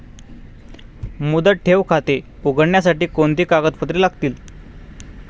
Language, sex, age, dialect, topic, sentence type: Marathi, male, 18-24, Standard Marathi, banking, question